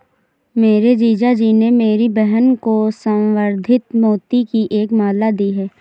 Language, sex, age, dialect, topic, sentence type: Hindi, female, 18-24, Awadhi Bundeli, agriculture, statement